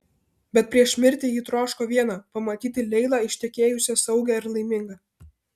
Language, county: Lithuanian, Vilnius